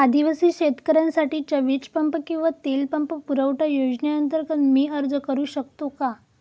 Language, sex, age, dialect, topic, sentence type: Marathi, female, 18-24, Standard Marathi, agriculture, question